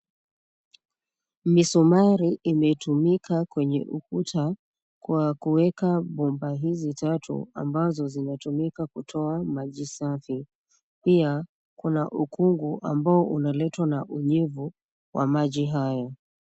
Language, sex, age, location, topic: Swahili, female, 25-35, Nairobi, government